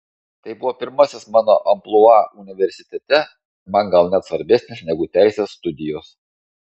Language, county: Lithuanian, Šiauliai